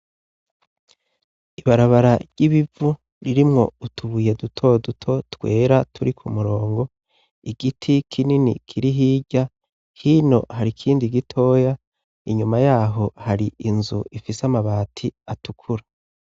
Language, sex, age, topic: Rundi, male, 36-49, education